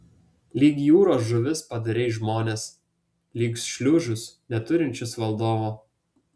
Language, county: Lithuanian, Vilnius